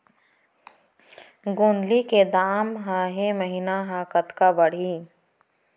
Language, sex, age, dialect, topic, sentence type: Chhattisgarhi, female, 31-35, Central, agriculture, question